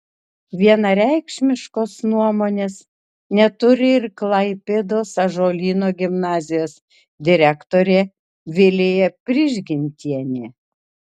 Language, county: Lithuanian, Kaunas